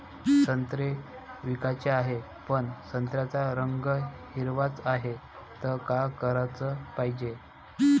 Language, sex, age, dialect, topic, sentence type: Marathi, male, 25-30, Varhadi, agriculture, question